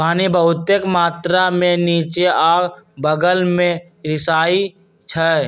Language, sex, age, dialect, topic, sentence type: Magahi, male, 18-24, Western, agriculture, statement